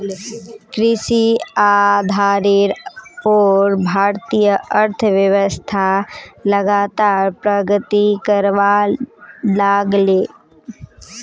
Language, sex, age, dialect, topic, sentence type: Magahi, female, 18-24, Northeastern/Surjapuri, agriculture, statement